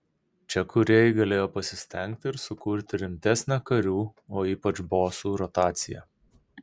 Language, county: Lithuanian, Kaunas